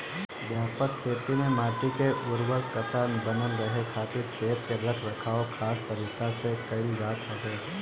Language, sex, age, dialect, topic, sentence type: Bhojpuri, male, 25-30, Northern, agriculture, statement